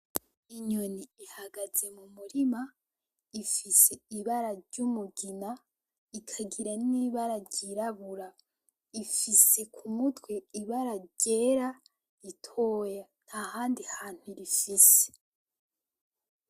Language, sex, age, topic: Rundi, female, 18-24, agriculture